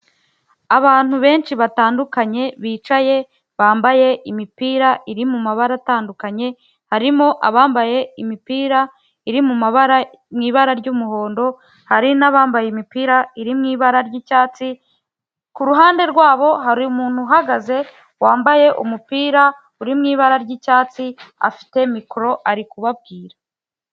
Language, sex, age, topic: Kinyarwanda, female, 18-24, government